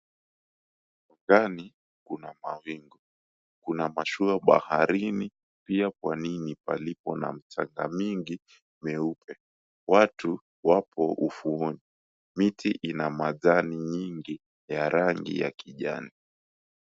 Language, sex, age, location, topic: Swahili, male, 18-24, Mombasa, government